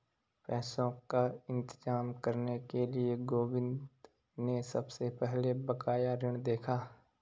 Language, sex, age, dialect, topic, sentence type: Hindi, male, 25-30, Garhwali, banking, statement